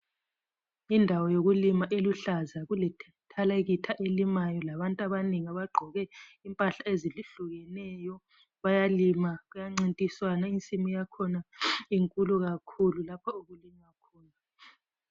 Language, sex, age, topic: North Ndebele, female, 36-49, health